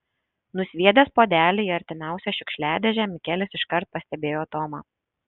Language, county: Lithuanian, Šiauliai